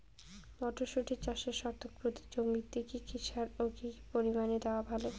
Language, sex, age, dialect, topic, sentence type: Bengali, female, 31-35, Rajbangshi, agriculture, question